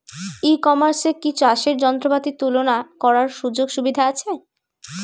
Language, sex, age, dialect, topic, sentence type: Bengali, female, 36-40, Standard Colloquial, agriculture, question